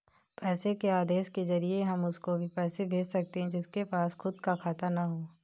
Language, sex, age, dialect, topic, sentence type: Hindi, female, 18-24, Marwari Dhudhari, banking, statement